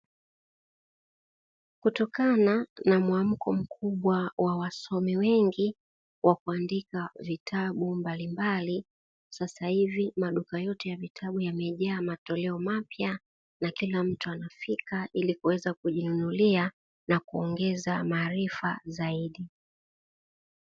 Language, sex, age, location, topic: Swahili, female, 36-49, Dar es Salaam, education